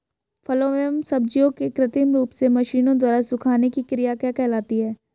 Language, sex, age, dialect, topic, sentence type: Hindi, female, 18-24, Hindustani Malvi Khadi Boli, agriculture, question